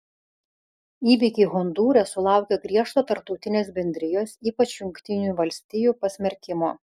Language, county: Lithuanian, Vilnius